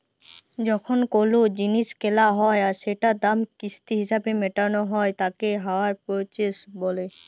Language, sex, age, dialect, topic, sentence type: Bengali, female, <18, Jharkhandi, banking, statement